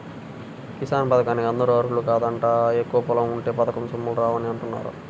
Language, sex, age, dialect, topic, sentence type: Telugu, male, 18-24, Central/Coastal, agriculture, statement